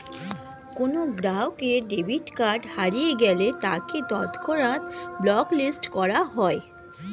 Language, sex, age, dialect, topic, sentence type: Bengali, female, 25-30, Standard Colloquial, banking, statement